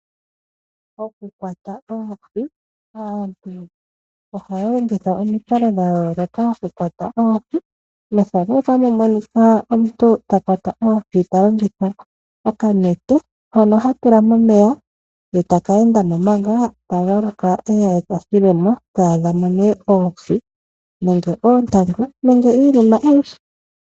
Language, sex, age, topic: Oshiwambo, female, 25-35, agriculture